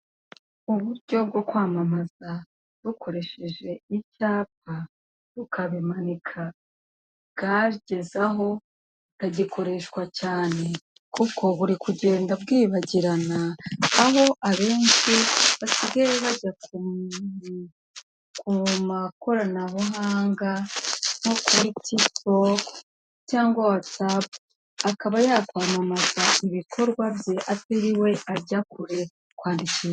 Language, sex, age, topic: Kinyarwanda, female, 36-49, finance